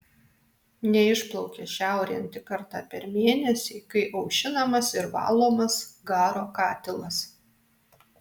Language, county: Lithuanian, Alytus